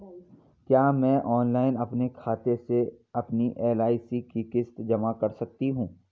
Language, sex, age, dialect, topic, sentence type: Hindi, male, 41-45, Garhwali, banking, question